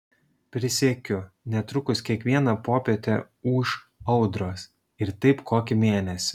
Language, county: Lithuanian, Šiauliai